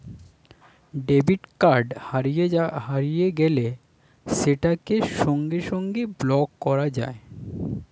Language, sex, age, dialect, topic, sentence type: Bengali, male, 25-30, Standard Colloquial, banking, statement